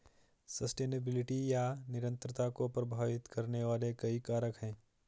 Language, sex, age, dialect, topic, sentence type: Hindi, male, 25-30, Garhwali, agriculture, statement